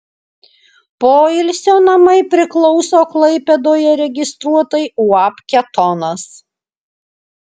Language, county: Lithuanian, Alytus